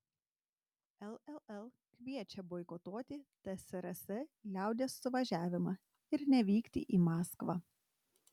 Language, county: Lithuanian, Tauragė